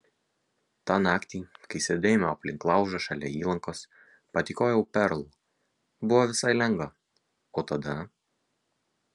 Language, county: Lithuanian, Kaunas